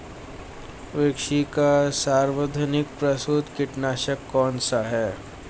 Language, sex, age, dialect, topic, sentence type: Hindi, male, 18-24, Hindustani Malvi Khadi Boli, agriculture, question